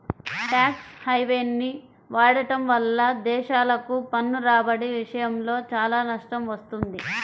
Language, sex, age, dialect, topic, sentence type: Telugu, female, 25-30, Central/Coastal, banking, statement